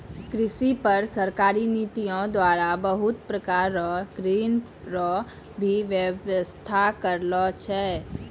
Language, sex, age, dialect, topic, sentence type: Maithili, female, 31-35, Angika, agriculture, statement